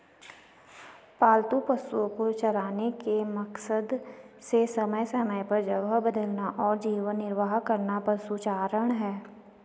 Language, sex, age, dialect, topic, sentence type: Hindi, female, 60-100, Garhwali, agriculture, statement